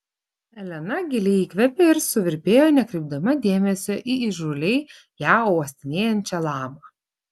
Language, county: Lithuanian, Klaipėda